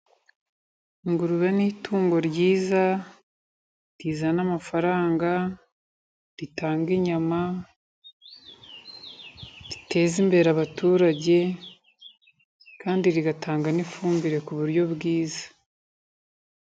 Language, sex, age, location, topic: Kinyarwanda, female, 36-49, Kigali, agriculture